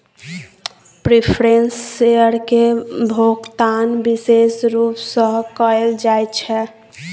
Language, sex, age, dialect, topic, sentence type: Maithili, female, 18-24, Bajjika, banking, statement